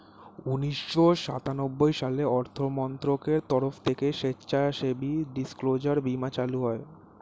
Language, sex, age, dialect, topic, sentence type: Bengali, male, 18-24, Standard Colloquial, banking, statement